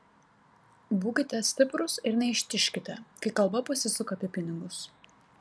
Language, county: Lithuanian, Panevėžys